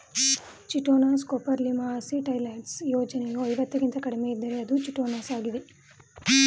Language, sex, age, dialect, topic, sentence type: Kannada, female, 18-24, Mysore Kannada, agriculture, statement